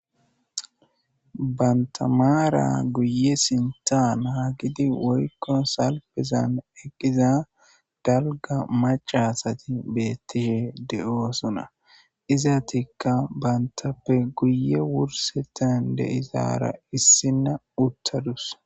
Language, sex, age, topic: Gamo, male, 18-24, government